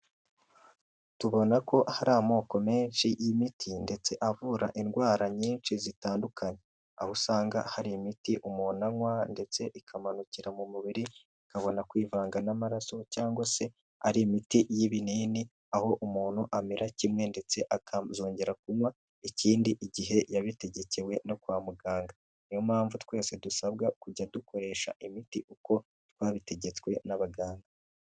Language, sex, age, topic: Kinyarwanda, male, 18-24, health